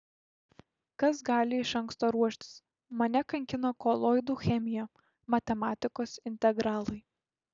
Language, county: Lithuanian, Šiauliai